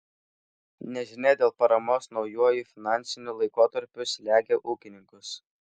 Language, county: Lithuanian, Vilnius